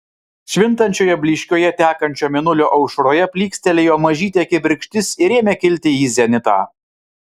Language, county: Lithuanian, Vilnius